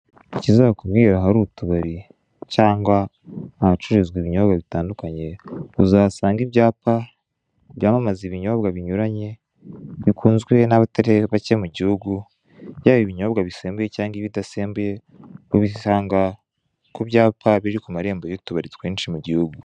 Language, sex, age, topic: Kinyarwanda, male, 18-24, finance